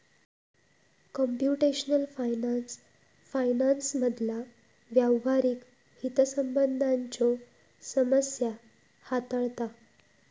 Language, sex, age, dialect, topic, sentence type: Marathi, female, 18-24, Southern Konkan, banking, statement